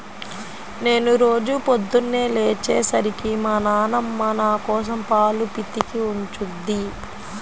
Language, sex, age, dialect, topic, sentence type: Telugu, female, 25-30, Central/Coastal, agriculture, statement